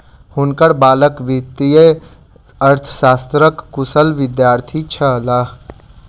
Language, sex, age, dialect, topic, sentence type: Maithili, male, 18-24, Southern/Standard, banking, statement